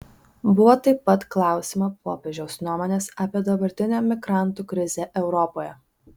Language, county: Lithuanian, Vilnius